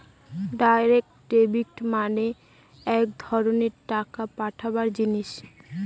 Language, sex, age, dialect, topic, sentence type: Bengali, female, 18-24, Northern/Varendri, banking, statement